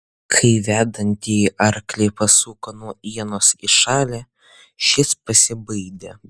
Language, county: Lithuanian, Utena